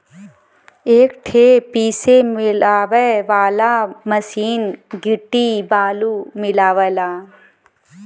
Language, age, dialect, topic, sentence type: Bhojpuri, 25-30, Western, agriculture, statement